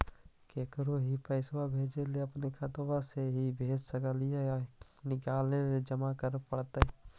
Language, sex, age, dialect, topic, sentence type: Magahi, male, 51-55, Central/Standard, banking, question